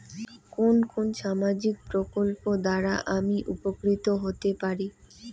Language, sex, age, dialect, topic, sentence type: Bengali, female, 18-24, Rajbangshi, banking, question